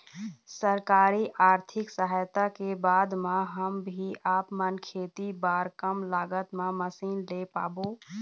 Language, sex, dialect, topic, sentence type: Chhattisgarhi, female, Eastern, agriculture, question